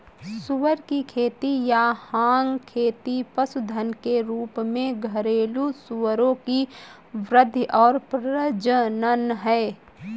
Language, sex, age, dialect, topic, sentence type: Hindi, female, 25-30, Awadhi Bundeli, agriculture, statement